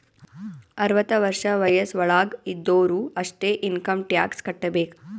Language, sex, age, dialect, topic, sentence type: Kannada, female, 18-24, Northeastern, banking, statement